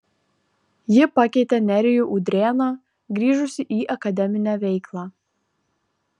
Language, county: Lithuanian, Tauragė